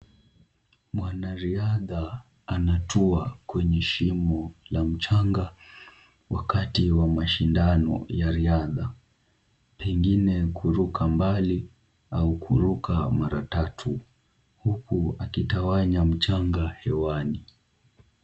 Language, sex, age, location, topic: Swahili, male, 18-24, Kisumu, government